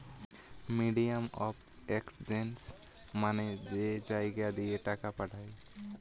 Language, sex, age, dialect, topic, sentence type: Bengali, male, 18-24, Western, banking, statement